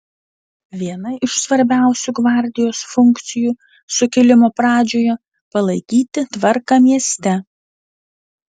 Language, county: Lithuanian, Vilnius